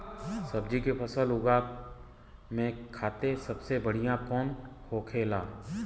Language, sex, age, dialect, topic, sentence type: Bhojpuri, male, 36-40, Western, agriculture, question